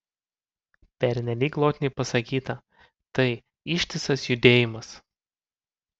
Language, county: Lithuanian, Panevėžys